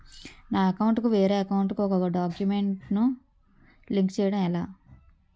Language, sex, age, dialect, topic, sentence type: Telugu, female, 31-35, Utterandhra, banking, question